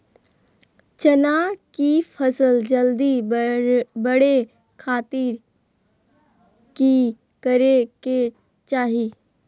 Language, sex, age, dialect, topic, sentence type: Magahi, female, 18-24, Southern, agriculture, question